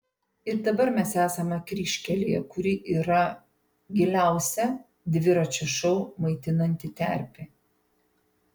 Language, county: Lithuanian, Panevėžys